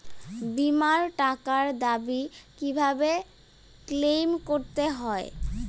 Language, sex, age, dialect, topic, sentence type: Bengali, male, 18-24, Rajbangshi, banking, question